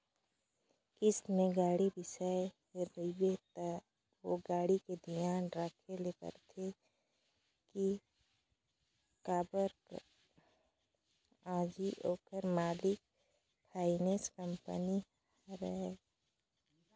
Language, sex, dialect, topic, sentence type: Chhattisgarhi, female, Northern/Bhandar, banking, statement